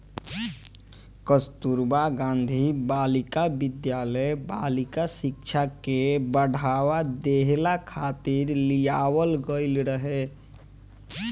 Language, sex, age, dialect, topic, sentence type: Bhojpuri, male, 18-24, Northern, banking, statement